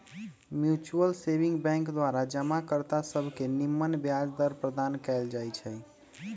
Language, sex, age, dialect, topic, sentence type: Magahi, male, 25-30, Western, banking, statement